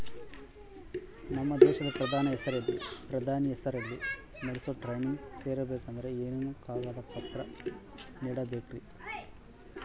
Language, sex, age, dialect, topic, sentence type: Kannada, male, 25-30, Central, banking, question